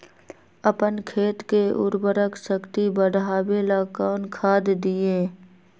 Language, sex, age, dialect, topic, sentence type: Magahi, female, 31-35, Western, agriculture, question